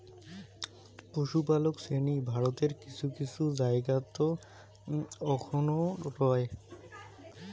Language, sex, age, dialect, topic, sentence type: Bengali, male, 25-30, Rajbangshi, agriculture, statement